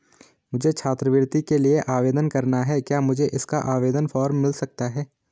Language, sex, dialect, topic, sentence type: Hindi, male, Garhwali, banking, question